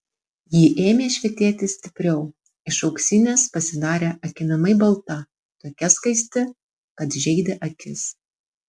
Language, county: Lithuanian, Vilnius